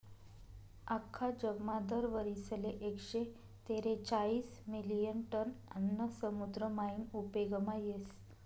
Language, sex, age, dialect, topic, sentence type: Marathi, male, 31-35, Northern Konkan, agriculture, statement